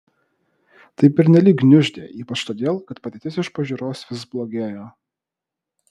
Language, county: Lithuanian, Vilnius